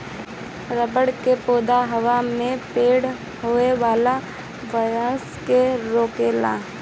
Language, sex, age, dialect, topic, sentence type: Bhojpuri, female, 18-24, Northern, agriculture, statement